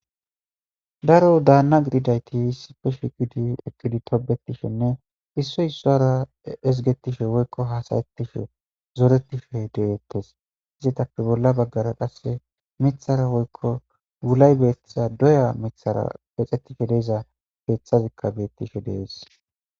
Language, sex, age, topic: Gamo, male, 18-24, government